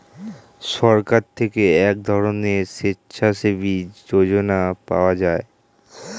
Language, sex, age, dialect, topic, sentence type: Bengali, male, 18-24, Standard Colloquial, banking, statement